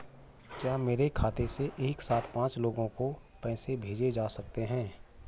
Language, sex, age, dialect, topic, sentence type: Hindi, male, 41-45, Garhwali, banking, question